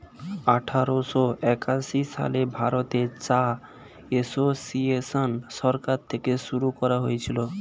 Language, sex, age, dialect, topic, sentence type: Bengali, male, 18-24, Standard Colloquial, agriculture, statement